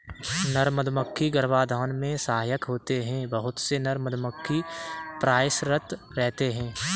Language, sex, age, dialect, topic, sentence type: Hindi, male, 18-24, Kanauji Braj Bhasha, agriculture, statement